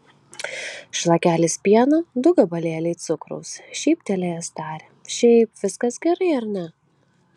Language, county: Lithuanian, Kaunas